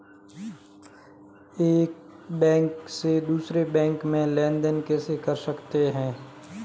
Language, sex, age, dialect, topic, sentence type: Hindi, male, 25-30, Marwari Dhudhari, banking, question